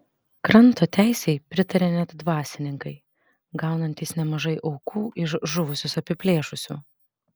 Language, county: Lithuanian, Vilnius